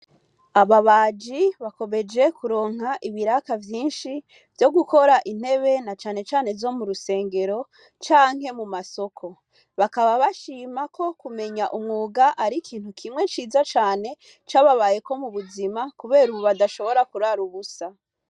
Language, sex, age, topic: Rundi, female, 25-35, education